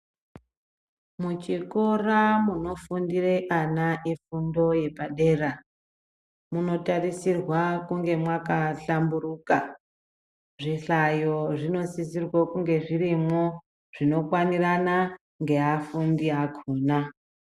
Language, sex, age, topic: Ndau, male, 25-35, education